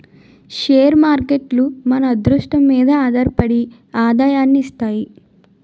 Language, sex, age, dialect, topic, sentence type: Telugu, female, 25-30, Utterandhra, banking, statement